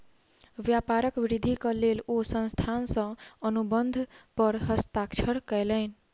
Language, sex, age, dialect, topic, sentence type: Maithili, female, 51-55, Southern/Standard, banking, statement